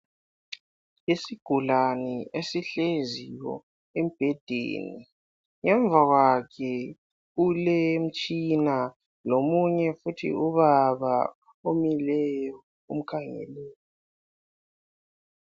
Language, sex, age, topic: North Ndebele, male, 18-24, health